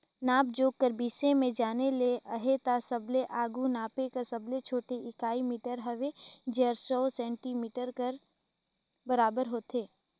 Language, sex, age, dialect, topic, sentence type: Chhattisgarhi, female, 18-24, Northern/Bhandar, agriculture, statement